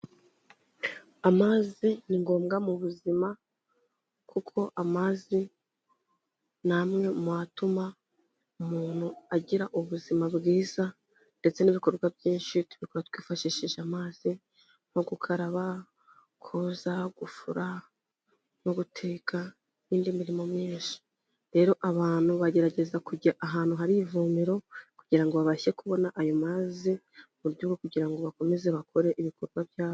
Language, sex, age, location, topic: Kinyarwanda, female, 25-35, Kigali, health